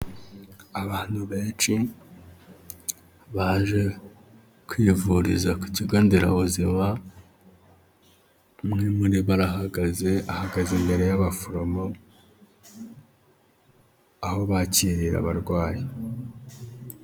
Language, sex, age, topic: Kinyarwanda, male, 25-35, health